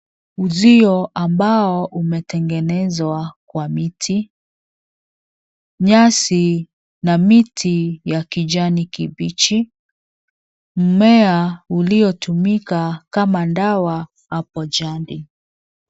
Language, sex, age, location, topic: Swahili, female, 36-49, Nairobi, health